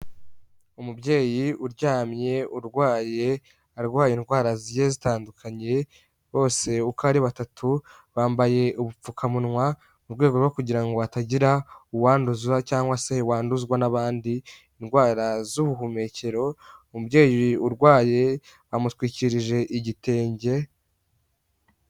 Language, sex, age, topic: Kinyarwanda, male, 18-24, health